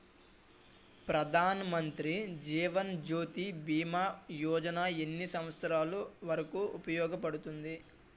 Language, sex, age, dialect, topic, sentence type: Telugu, male, 18-24, Utterandhra, banking, question